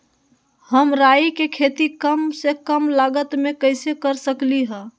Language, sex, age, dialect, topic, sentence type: Magahi, male, 18-24, Western, agriculture, question